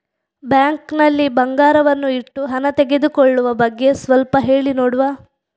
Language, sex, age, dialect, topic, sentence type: Kannada, female, 46-50, Coastal/Dakshin, banking, question